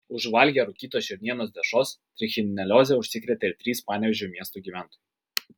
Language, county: Lithuanian, Vilnius